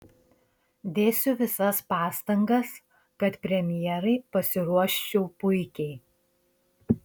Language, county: Lithuanian, Šiauliai